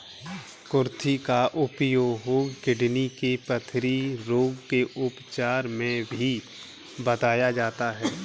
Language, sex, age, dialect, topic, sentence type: Hindi, male, 31-35, Kanauji Braj Bhasha, agriculture, statement